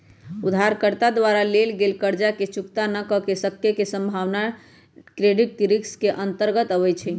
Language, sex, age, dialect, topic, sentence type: Magahi, male, 18-24, Western, banking, statement